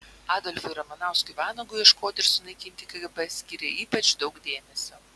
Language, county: Lithuanian, Vilnius